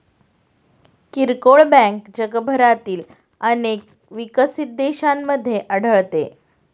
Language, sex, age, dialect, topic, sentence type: Marathi, female, 36-40, Standard Marathi, banking, statement